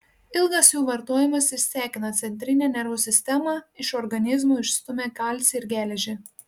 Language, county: Lithuanian, Panevėžys